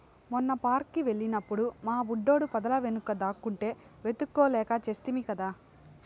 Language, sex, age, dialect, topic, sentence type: Telugu, female, 18-24, Southern, agriculture, statement